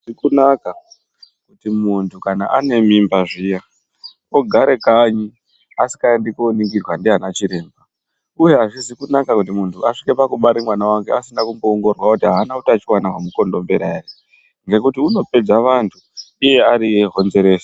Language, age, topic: Ndau, 36-49, health